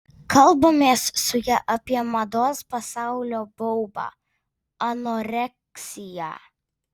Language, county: Lithuanian, Vilnius